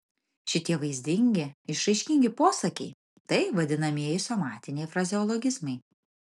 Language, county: Lithuanian, Marijampolė